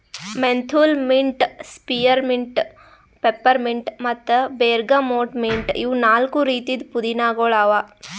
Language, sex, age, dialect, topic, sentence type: Kannada, female, 18-24, Northeastern, agriculture, statement